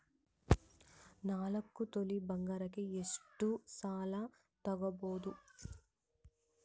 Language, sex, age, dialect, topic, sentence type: Kannada, female, 18-24, Central, banking, question